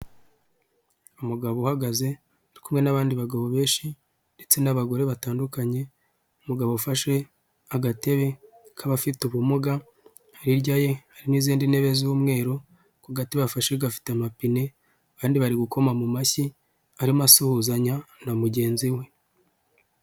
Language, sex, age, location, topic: Kinyarwanda, male, 25-35, Huye, health